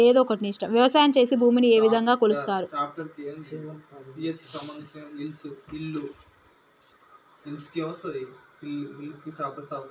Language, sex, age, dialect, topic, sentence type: Telugu, male, 18-24, Telangana, agriculture, question